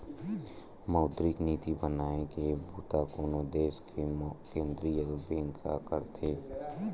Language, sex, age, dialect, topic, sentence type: Chhattisgarhi, male, 18-24, Western/Budati/Khatahi, banking, statement